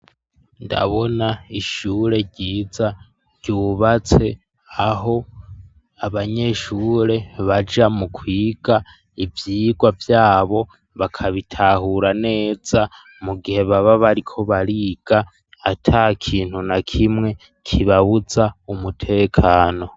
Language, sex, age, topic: Rundi, male, 18-24, education